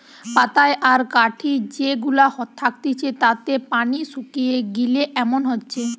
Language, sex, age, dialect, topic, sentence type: Bengali, female, 18-24, Western, agriculture, statement